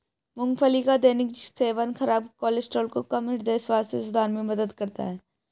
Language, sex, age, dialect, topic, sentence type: Hindi, female, 18-24, Hindustani Malvi Khadi Boli, agriculture, statement